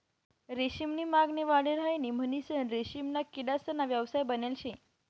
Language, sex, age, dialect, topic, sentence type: Marathi, female, 18-24, Northern Konkan, agriculture, statement